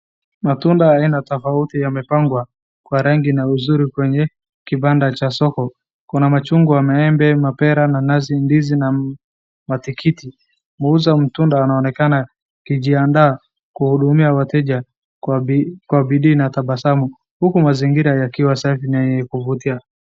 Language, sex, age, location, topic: Swahili, male, 25-35, Wajir, finance